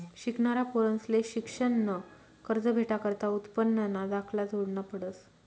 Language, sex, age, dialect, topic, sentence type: Marathi, female, 36-40, Northern Konkan, banking, statement